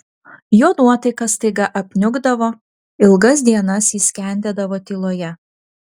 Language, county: Lithuanian, Vilnius